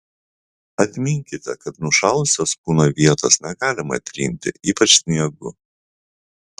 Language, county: Lithuanian, Vilnius